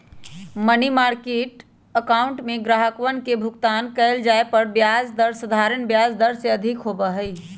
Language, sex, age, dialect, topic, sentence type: Magahi, male, 25-30, Western, banking, statement